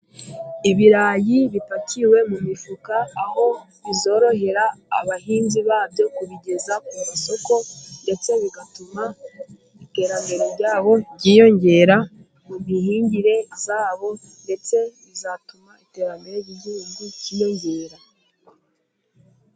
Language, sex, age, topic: Kinyarwanda, female, 18-24, agriculture